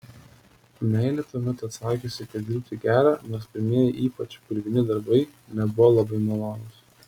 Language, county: Lithuanian, Telšiai